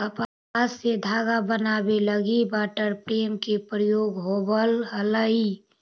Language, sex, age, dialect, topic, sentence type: Magahi, female, 60-100, Central/Standard, agriculture, statement